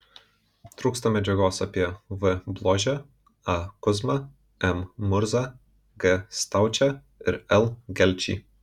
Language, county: Lithuanian, Kaunas